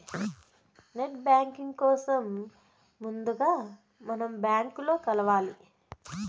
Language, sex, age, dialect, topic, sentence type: Telugu, female, 25-30, Southern, banking, statement